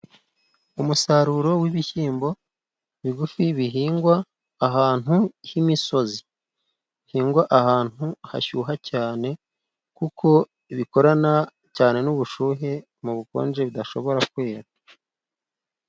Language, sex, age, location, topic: Kinyarwanda, male, 25-35, Musanze, agriculture